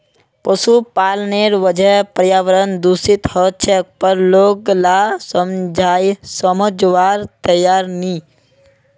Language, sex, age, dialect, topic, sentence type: Magahi, male, 18-24, Northeastern/Surjapuri, agriculture, statement